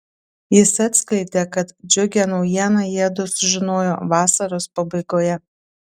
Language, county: Lithuanian, Panevėžys